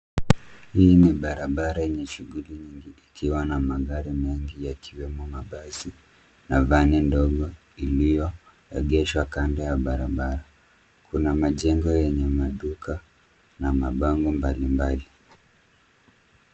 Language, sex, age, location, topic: Swahili, male, 25-35, Nairobi, government